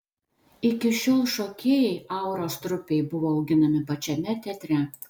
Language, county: Lithuanian, Telšiai